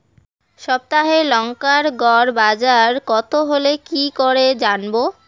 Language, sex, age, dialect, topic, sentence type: Bengali, female, 18-24, Rajbangshi, agriculture, question